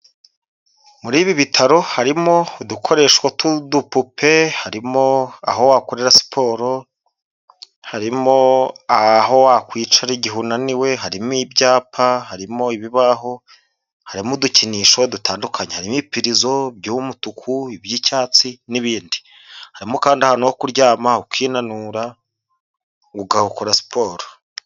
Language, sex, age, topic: Kinyarwanda, male, 25-35, health